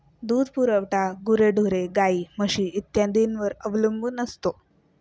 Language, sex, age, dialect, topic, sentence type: Marathi, female, 18-24, Standard Marathi, agriculture, statement